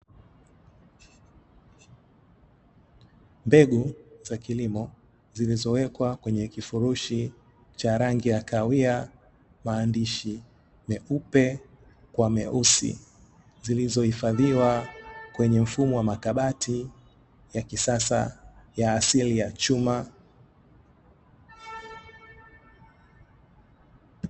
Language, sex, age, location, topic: Swahili, male, 25-35, Dar es Salaam, agriculture